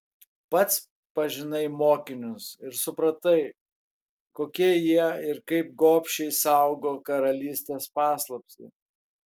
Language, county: Lithuanian, Kaunas